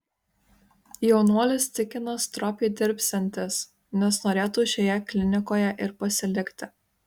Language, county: Lithuanian, Kaunas